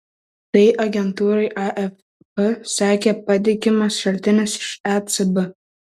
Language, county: Lithuanian, Šiauliai